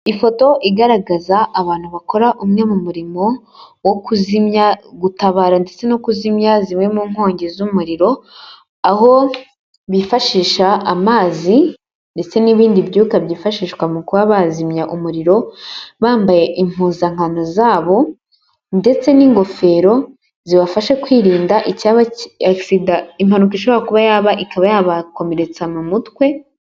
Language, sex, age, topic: Kinyarwanda, female, 18-24, government